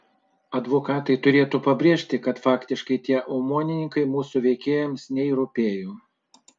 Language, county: Lithuanian, Panevėžys